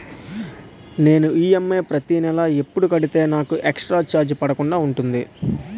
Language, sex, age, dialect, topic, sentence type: Telugu, male, 18-24, Utterandhra, banking, question